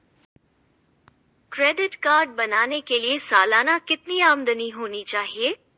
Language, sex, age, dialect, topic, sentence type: Hindi, female, 18-24, Marwari Dhudhari, banking, question